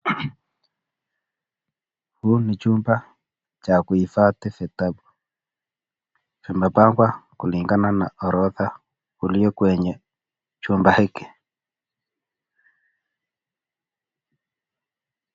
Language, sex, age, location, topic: Swahili, male, 25-35, Nakuru, education